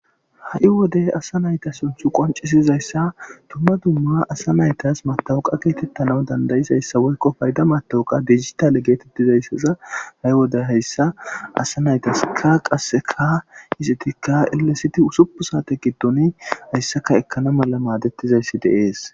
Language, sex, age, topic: Gamo, male, 25-35, government